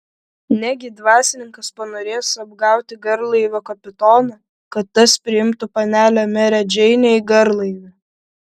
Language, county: Lithuanian, Vilnius